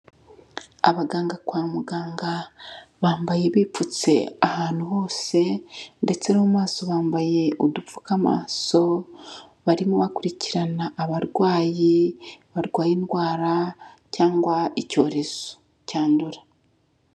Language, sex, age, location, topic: Kinyarwanda, female, 36-49, Kigali, health